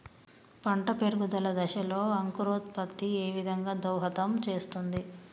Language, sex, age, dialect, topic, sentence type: Telugu, male, 25-30, Telangana, agriculture, question